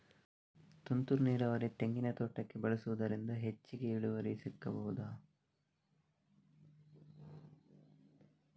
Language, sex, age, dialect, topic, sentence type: Kannada, male, 18-24, Coastal/Dakshin, agriculture, question